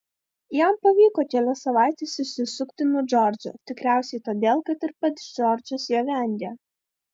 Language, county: Lithuanian, Vilnius